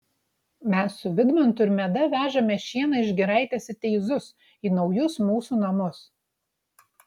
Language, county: Lithuanian, Utena